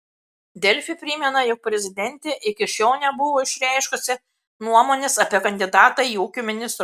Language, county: Lithuanian, Kaunas